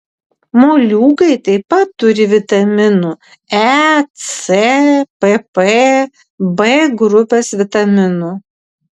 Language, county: Lithuanian, Vilnius